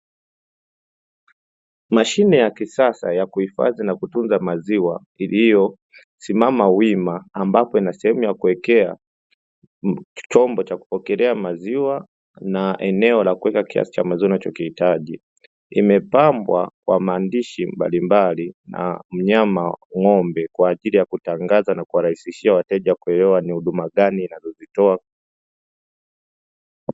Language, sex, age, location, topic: Swahili, male, 25-35, Dar es Salaam, finance